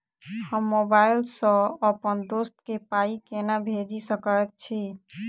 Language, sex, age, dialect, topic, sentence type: Maithili, female, 18-24, Southern/Standard, banking, question